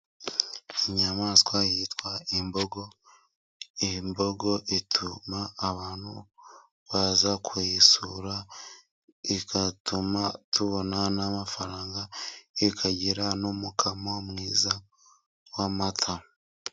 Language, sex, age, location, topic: Kinyarwanda, male, 25-35, Musanze, agriculture